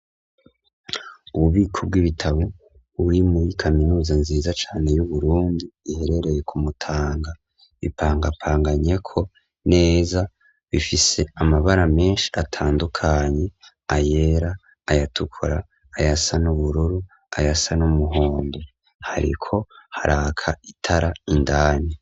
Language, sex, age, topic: Rundi, male, 18-24, education